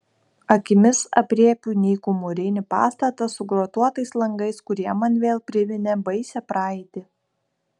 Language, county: Lithuanian, Kaunas